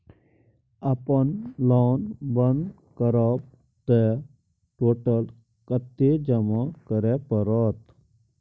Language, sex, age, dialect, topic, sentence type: Maithili, male, 18-24, Bajjika, banking, question